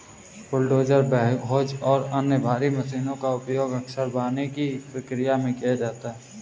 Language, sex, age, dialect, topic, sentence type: Hindi, male, 18-24, Kanauji Braj Bhasha, agriculture, statement